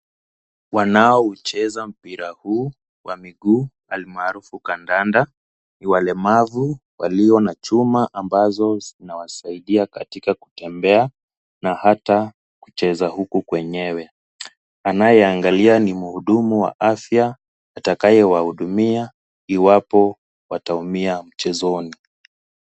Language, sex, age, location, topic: Swahili, male, 18-24, Kisii, education